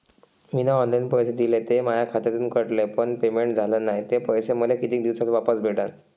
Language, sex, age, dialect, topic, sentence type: Marathi, male, 18-24, Varhadi, banking, question